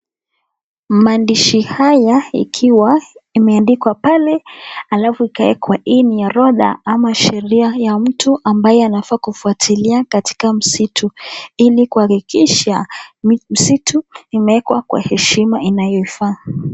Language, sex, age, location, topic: Swahili, female, 18-24, Nakuru, education